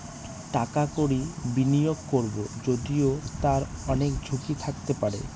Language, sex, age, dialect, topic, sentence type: Bengali, male, 18-24, Northern/Varendri, banking, statement